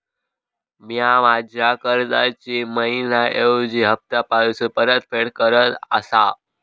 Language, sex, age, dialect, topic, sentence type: Marathi, male, 18-24, Southern Konkan, banking, statement